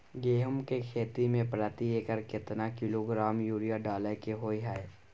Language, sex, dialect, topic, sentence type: Maithili, male, Bajjika, agriculture, question